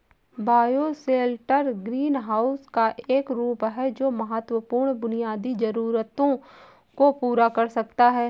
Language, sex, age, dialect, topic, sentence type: Hindi, female, 18-24, Awadhi Bundeli, agriculture, statement